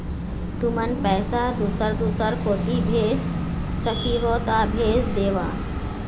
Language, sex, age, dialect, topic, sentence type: Chhattisgarhi, female, 41-45, Eastern, banking, question